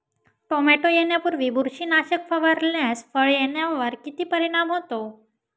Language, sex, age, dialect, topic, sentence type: Marathi, female, 18-24, Northern Konkan, agriculture, question